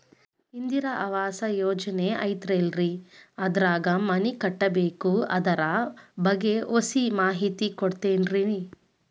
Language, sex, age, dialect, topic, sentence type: Kannada, female, 18-24, Dharwad Kannada, banking, question